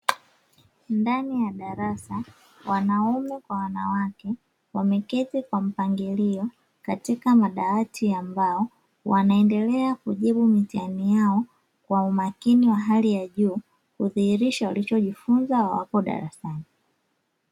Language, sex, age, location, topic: Swahili, female, 25-35, Dar es Salaam, education